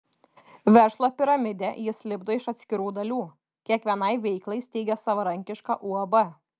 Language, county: Lithuanian, Kaunas